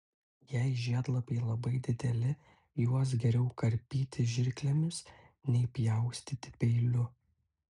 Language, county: Lithuanian, Utena